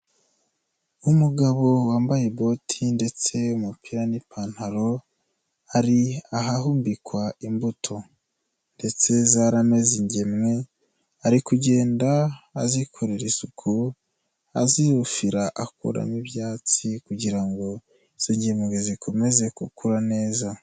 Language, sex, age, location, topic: Kinyarwanda, female, 25-35, Nyagatare, finance